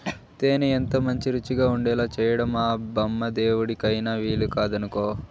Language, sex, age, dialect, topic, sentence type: Telugu, male, 51-55, Southern, agriculture, statement